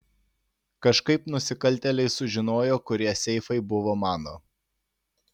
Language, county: Lithuanian, Panevėžys